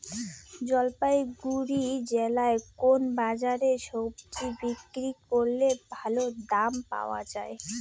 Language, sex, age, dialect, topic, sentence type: Bengali, female, 18-24, Rajbangshi, agriculture, question